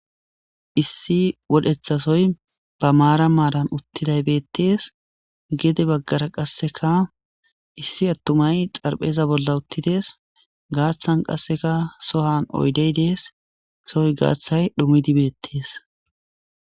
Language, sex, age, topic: Gamo, male, 18-24, government